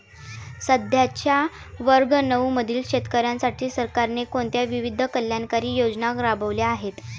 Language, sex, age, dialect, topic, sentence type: Marathi, female, 18-24, Standard Marathi, agriculture, question